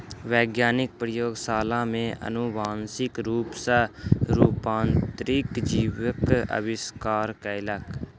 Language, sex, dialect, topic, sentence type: Maithili, male, Southern/Standard, agriculture, statement